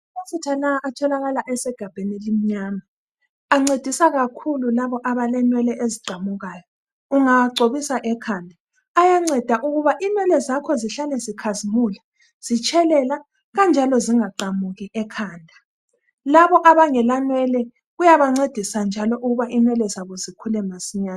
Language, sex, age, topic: North Ndebele, female, 25-35, health